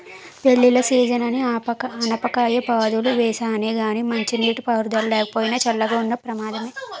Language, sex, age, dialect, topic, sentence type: Telugu, female, 18-24, Utterandhra, agriculture, statement